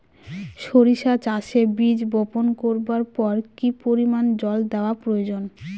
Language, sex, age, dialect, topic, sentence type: Bengali, female, 25-30, Northern/Varendri, agriculture, question